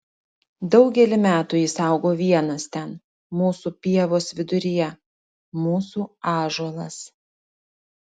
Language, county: Lithuanian, Klaipėda